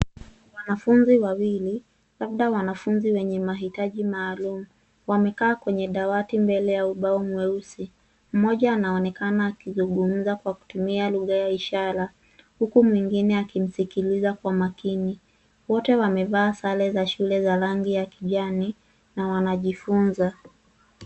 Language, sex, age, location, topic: Swahili, female, 18-24, Nairobi, education